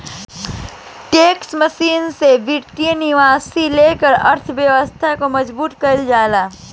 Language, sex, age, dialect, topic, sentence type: Bhojpuri, female, <18, Southern / Standard, banking, statement